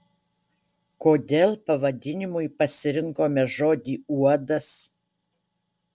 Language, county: Lithuanian, Utena